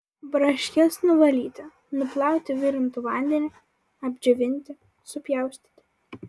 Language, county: Lithuanian, Vilnius